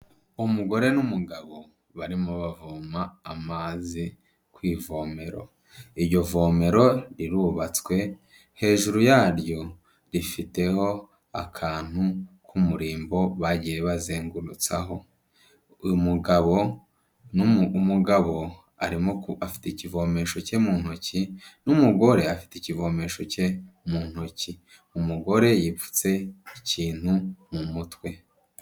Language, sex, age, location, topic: Kinyarwanda, male, 25-35, Kigali, health